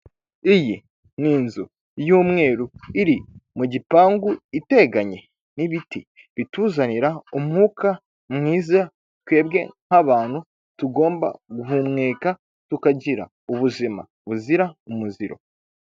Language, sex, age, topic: Kinyarwanda, male, 25-35, finance